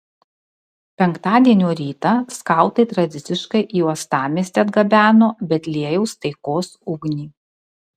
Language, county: Lithuanian, Kaunas